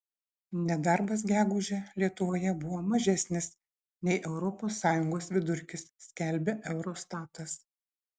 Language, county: Lithuanian, Šiauliai